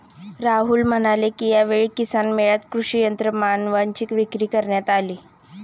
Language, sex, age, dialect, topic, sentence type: Marathi, female, 18-24, Standard Marathi, agriculture, statement